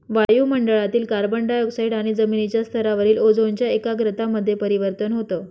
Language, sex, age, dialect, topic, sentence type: Marathi, female, 25-30, Northern Konkan, agriculture, statement